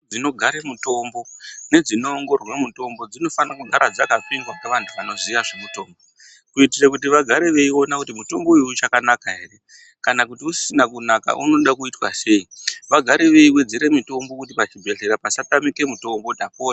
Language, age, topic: Ndau, 36-49, health